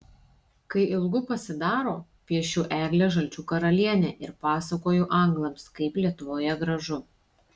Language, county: Lithuanian, Šiauliai